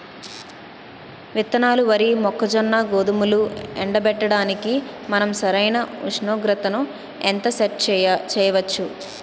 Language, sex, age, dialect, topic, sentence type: Telugu, female, 25-30, Utterandhra, agriculture, question